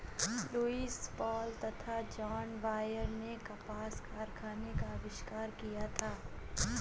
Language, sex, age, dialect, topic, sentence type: Hindi, female, 25-30, Awadhi Bundeli, agriculture, statement